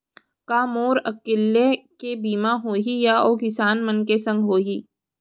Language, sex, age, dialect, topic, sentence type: Chhattisgarhi, female, 60-100, Central, agriculture, question